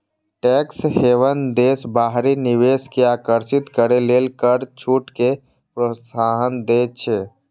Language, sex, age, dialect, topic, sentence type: Maithili, male, 25-30, Eastern / Thethi, banking, statement